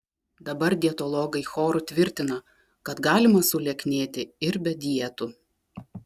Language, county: Lithuanian, Klaipėda